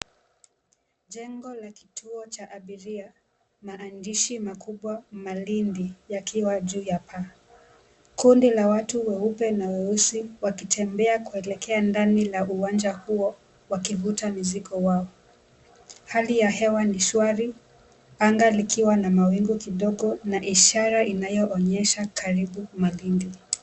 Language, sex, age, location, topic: Swahili, female, 25-35, Mombasa, government